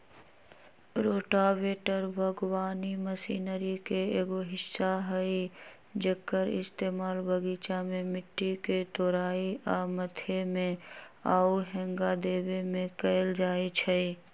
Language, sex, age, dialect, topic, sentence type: Magahi, female, 18-24, Western, agriculture, statement